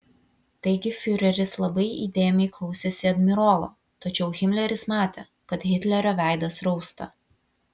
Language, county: Lithuanian, Vilnius